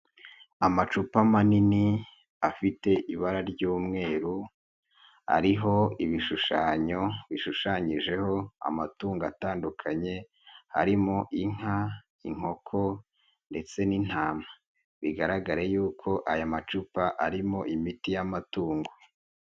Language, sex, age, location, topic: Kinyarwanda, male, 25-35, Nyagatare, health